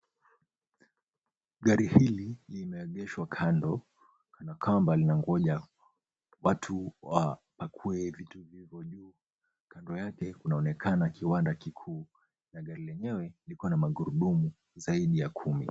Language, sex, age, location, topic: Swahili, male, 25-35, Mombasa, government